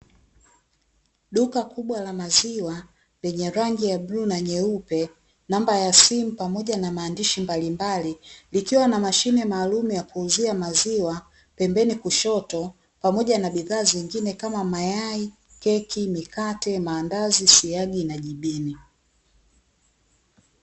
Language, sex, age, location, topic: Swahili, female, 25-35, Dar es Salaam, finance